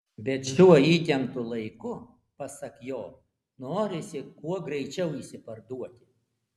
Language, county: Lithuanian, Alytus